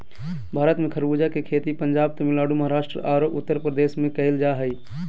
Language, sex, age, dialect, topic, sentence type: Magahi, male, 18-24, Southern, agriculture, statement